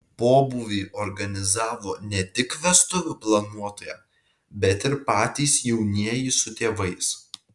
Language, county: Lithuanian, Vilnius